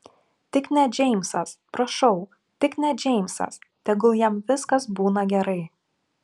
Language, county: Lithuanian, Klaipėda